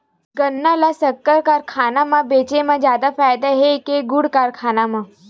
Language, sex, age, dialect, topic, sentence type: Chhattisgarhi, female, 18-24, Western/Budati/Khatahi, agriculture, question